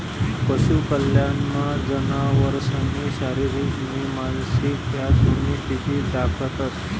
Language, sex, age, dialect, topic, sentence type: Marathi, male, 25-30, Northern Konkan, agriculture, statement